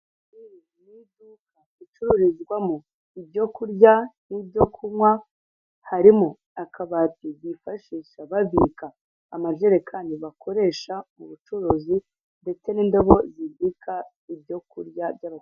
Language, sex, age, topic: Kinyarwanda, female, 18-24, finance